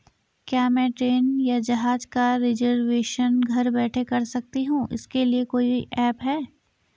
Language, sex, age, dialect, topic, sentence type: Hindi, female, 18-24, Garhwali, banking, question